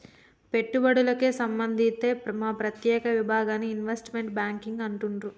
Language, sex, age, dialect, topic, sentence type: Telugu, female, 36-40, Telangana, banking, statement